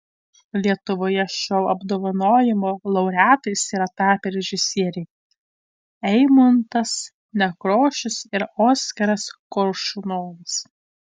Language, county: Lithuanian, Tauragė